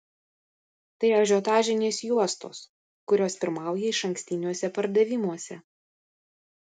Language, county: Lithuanian, Vilnius